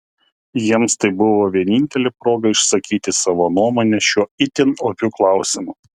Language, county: Lithuanian, Kaunas